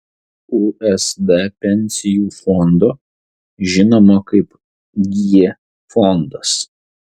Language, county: Lithuanian, Vilnius